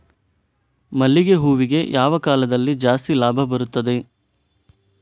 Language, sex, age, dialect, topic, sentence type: Kannada, male, 18-24, Coastal/Dakshin, agriculture, question